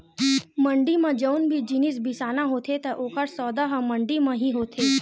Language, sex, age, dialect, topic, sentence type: Chhattisgarhi, female, 18-24, Western/Budati/Khatahi, banking, statement